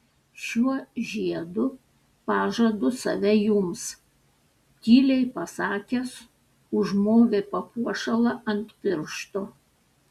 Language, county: Lithuanian, Panevėžys